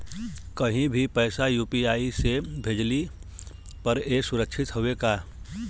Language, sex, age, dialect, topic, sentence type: Bhojpuri, male, 31-35, Western, banking, question